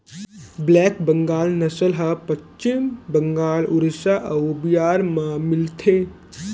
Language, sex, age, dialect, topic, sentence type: Chhattisgarhi, male, 18-24, Central, agriculture, statement